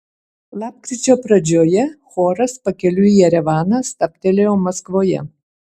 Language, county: Lithuanian, Utena